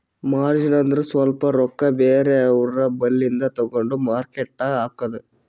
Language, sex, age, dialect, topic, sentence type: Kannada, male, 25-30, Northeastern, banking, statement